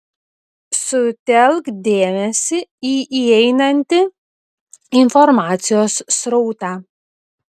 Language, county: Lithuanian, Vilnius